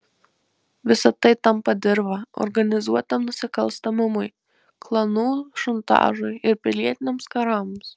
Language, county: Lithuanian, Marijampolė